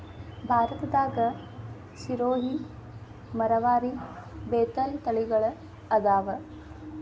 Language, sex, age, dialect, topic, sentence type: Kannada, female, 18-24, Dharwad Kannada, agriculture, statement